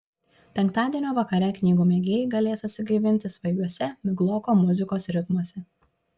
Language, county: Lithuanian, Šiauliai